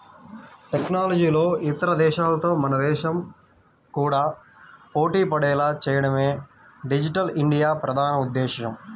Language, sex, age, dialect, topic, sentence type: Telugu, male, 18-24, Central/Coastal, banking, statement